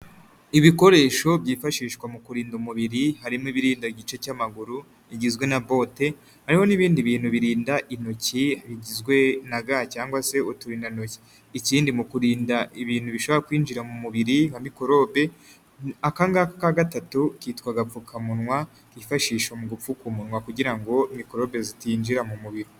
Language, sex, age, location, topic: Kinyarwanda, male, 36-49, Nyagatare, education